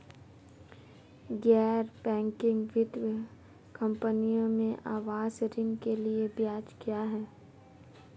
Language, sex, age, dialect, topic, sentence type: Hindi, female, 25-30, Marwari Dhudhari, banking, question